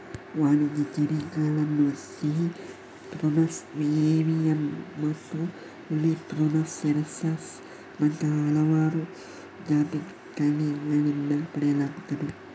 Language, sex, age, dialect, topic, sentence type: Kannada, male, 31-35, Coastal/Dakshin, agriculture, statement